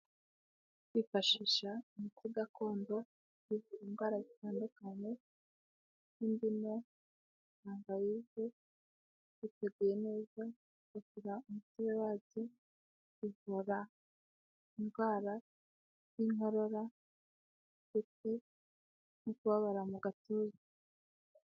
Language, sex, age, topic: Kinyarwanda, female, 18-24, health